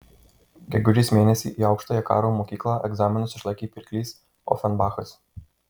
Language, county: Lithuanian, Marijampolė